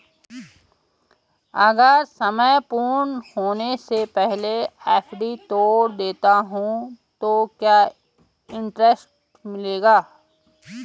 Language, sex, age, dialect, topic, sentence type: Hindi, female, 41-45, Garhwali, banking, question